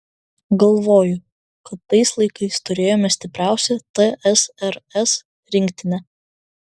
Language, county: Lithuanian, Vilnius